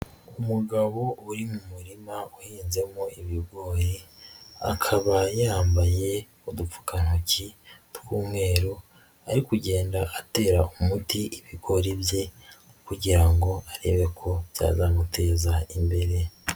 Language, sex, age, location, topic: Kinyarwanda, female, 18-24, Nyagatare, agriculture